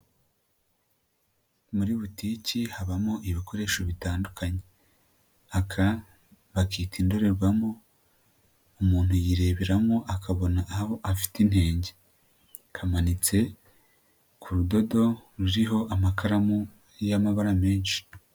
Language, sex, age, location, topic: Kinyarwanda, male, 18-24, Nyagatare, finance